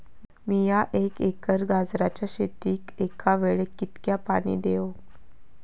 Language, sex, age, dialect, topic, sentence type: Marathi, female, 18-24, Southern Konkan, agriculture, question